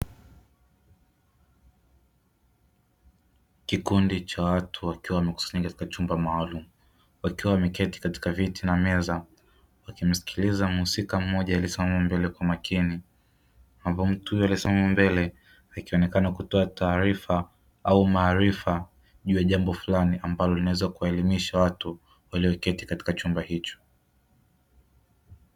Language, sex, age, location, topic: Swahili, male, 25-35, Dar es Salaam, education